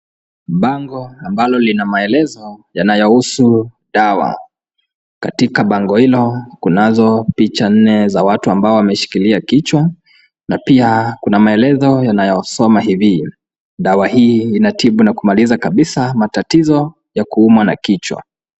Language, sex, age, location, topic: Swahili, male, 25-35, Kisumu, health